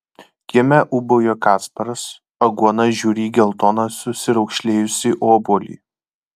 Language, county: Lithuanian, Kaunas